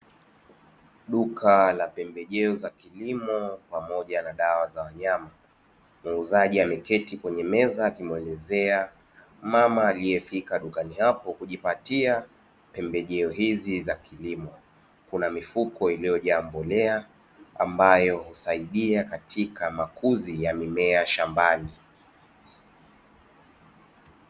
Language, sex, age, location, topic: Swahili, male, 25-35, Dar es Salaam, agriculture